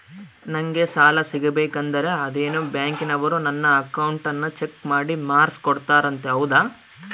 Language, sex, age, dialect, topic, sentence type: Kannada, male, 18-24, Central, banking, question